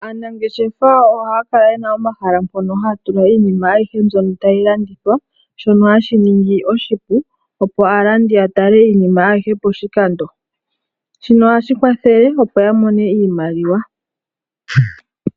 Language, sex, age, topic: Oshiwambo, female, 18-24, finance